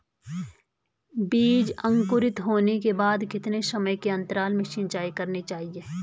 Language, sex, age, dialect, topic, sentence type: Hindi, female, 41-45, Garhwali, agriculture, question